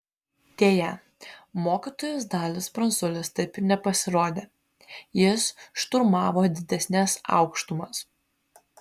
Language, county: Lithuanian, Vilnius